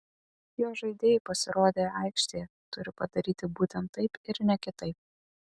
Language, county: Lithuanian, Vilnius